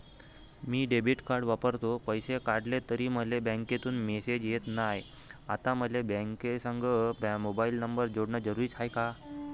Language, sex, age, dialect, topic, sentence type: Marathi, male, 18-24, Varhadi, banking, question